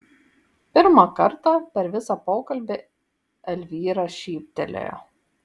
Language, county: Lithuanian, Vilnius